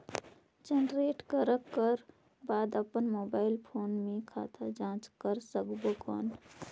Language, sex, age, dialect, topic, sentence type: Chhattisgarhi, female, 18-24, Northern/Bhandar, banking, question